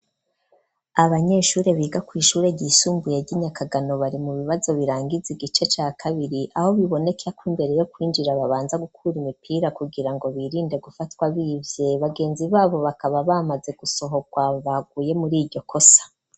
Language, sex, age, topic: Rundi, female, 36-49, education